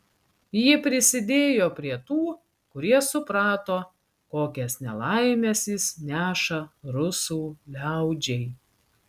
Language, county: Lithuanian, Klaipėda